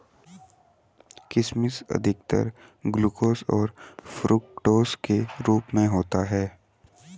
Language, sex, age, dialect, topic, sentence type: Hindi, female, 31-35, Hindustani Malvi Khadi Boli, agriculture, statement